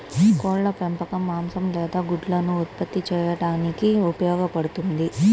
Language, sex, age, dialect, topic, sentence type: Telugu, male, 36-40, Central/Coastal, agriculture, statement